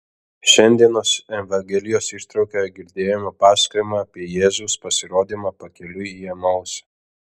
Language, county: Lithuanian, Alytus